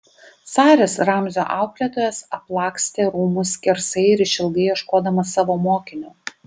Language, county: Lithuanian, Vilnius